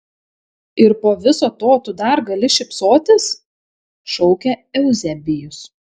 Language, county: Lithuanian, Šiauliai